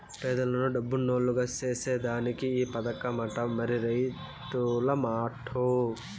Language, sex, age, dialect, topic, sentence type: Telugu, male, 18-24, Southern, banking, statement